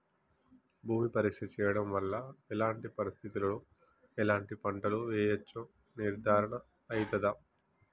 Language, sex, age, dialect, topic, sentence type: Telugu, male, 31-35, Telangana, agriculture, question